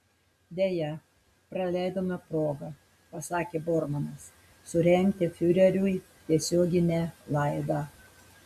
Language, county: Lithuanian, Telšiai